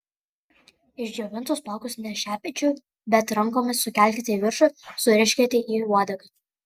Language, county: Lithuanian, Kaunas